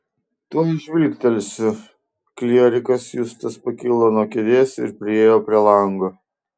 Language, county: Lithuanian, Vilnius